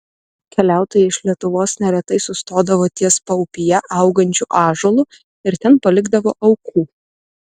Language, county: Lithuanian, Telšiai